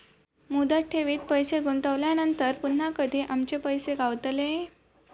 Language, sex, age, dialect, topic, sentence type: Marathi, female, 18-24, Southern Konkan, banking, question